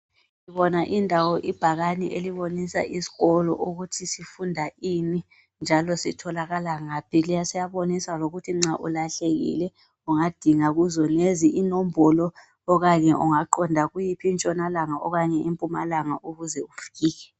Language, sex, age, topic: North Ndebele, female, 18-24, education